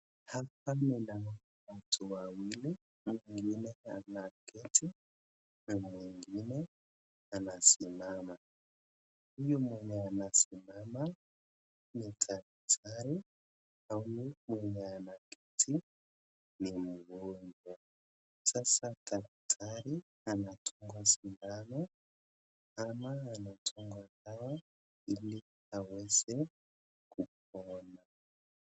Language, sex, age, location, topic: Swahili, male, 25-35, Nakuru, health